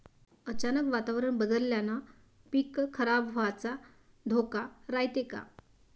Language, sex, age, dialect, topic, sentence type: Marathi, female, 56-60, Varhadi, agriculture, question